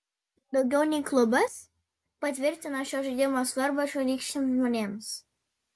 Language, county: Lithuanian, Vilnius